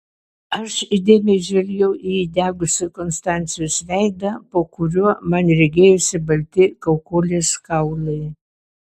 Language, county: Lithuanian, Vilnius